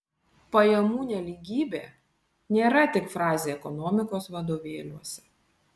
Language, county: Lithuanian, Vilnius